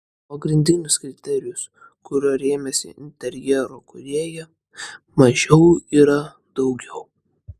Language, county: Lithuanian, Klaipėda